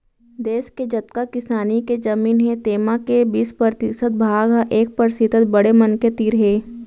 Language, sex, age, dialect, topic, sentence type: Chhattisgarhi, female, 18-24, Central, agriculture, statement